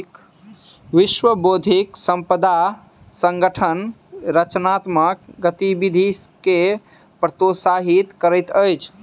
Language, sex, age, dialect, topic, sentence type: Maithili, male, 18-24, Southern/Standard, banking, statement